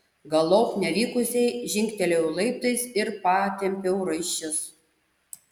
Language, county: Lithuanian, Panevėžys